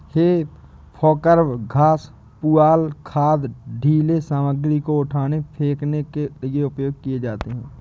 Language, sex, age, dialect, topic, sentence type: Hindi, male, 25-30, Awadhi Bundeli, agriculture, statement